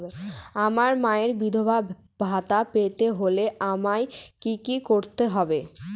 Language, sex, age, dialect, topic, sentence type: Bengali, female, 18-24, Northern/Varendri, banking, question